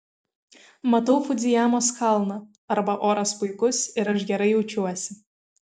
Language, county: Lithuanian, Kaunas